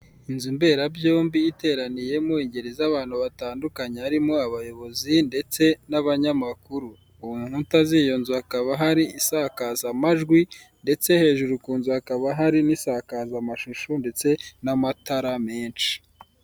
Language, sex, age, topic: Kinyarwanda, male, 25-35, government